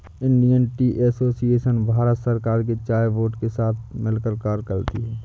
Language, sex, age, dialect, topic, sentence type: Hindi, male, 60-100, Awadhi Bundeli, agriculture, statement